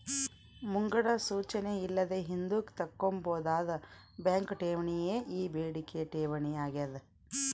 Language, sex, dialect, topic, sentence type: Kannada, female, Central, banking, statement